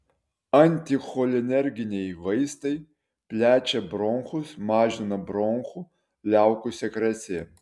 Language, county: Lithuanian, Utena